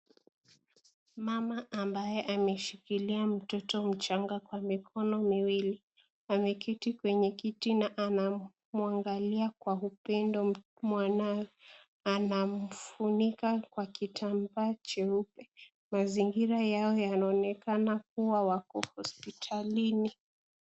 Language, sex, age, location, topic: Swahili, female, 18-24, Kisii, health